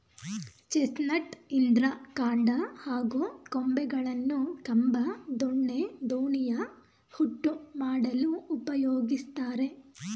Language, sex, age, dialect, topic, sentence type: Kannada, female, 18-24, Mysore Kannada, agriculture, statement